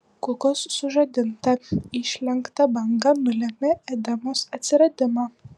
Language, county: Lithuanian, Panevėžys